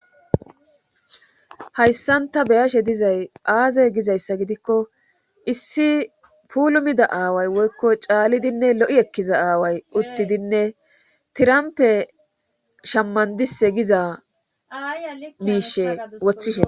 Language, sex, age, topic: Gamo, male, 18-24, government